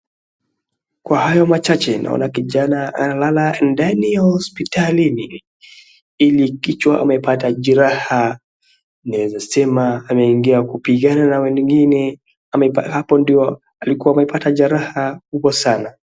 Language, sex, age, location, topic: Swahili, male, 18-24, Wajir, health